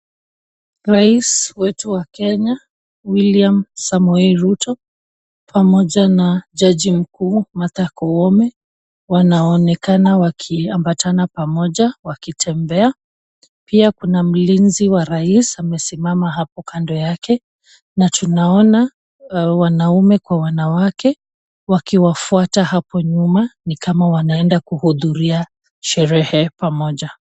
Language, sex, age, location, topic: Swahili, female, 25-35, Kisumu, government